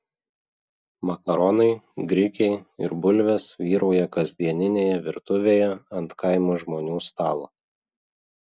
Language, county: Lithuanian, Vilnius